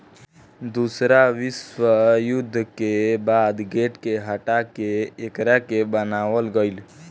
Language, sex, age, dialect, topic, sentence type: Bhojpuri, male, <18, Southern / Standard, banking, statement